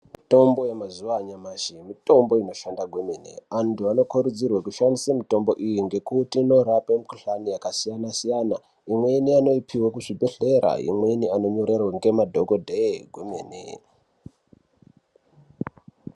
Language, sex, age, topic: Ndau, male, 18-24, health